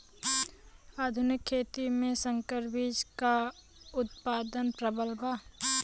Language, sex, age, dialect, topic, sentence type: Bhojpuri, female, 18-24, Western, agriculture, statement